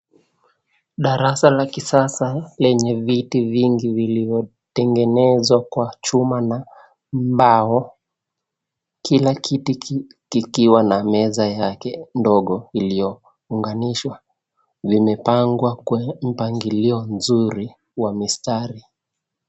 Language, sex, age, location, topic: Swahili, male, 18-24, Nairobi, education